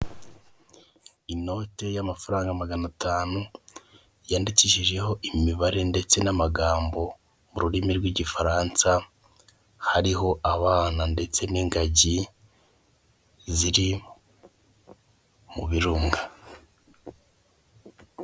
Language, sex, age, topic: Kinyarwanda, male, 18-24, finance